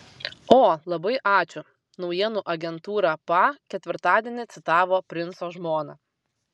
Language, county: Lithuanian, Vilnius